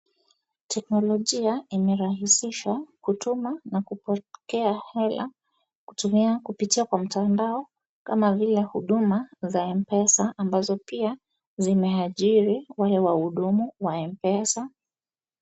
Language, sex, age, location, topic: Swahili, female, 25-35, Wajir, finance